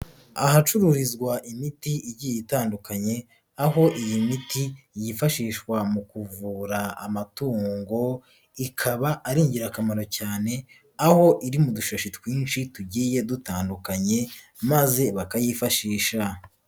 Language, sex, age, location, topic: Kinyarwanda, female, 18-24, Nyagatare, agriculture